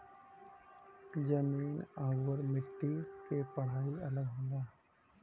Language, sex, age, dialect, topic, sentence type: Bhojpuri, male, 31-35, Western, agriculture, statement